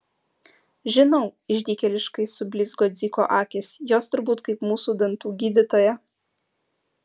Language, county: Lithuanian, Utena